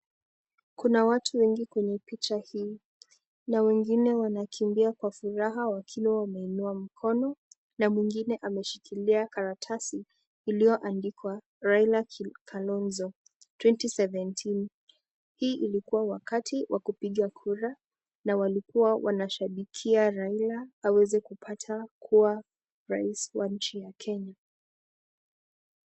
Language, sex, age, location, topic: Swahili, female, 18-24, Nakuru, government